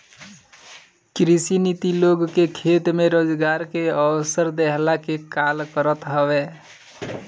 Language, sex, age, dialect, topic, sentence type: Bhojpuri, male, 18-24, Northern, agriculture, statement